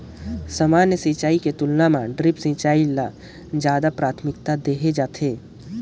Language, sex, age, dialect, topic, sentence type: Chhattisgarhi, male, 18-24, Northern/Bhandar, agriculture, statement